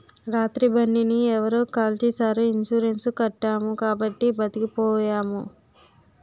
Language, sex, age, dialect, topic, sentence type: Telugu, female, 18-24, Utterandhra, banking, statement